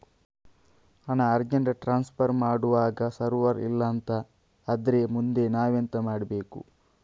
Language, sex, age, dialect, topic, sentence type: Kannada, male, 31-35, Coastal/Dakshin, banking, question